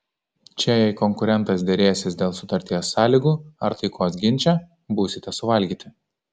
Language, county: Lithuanian, Kaunas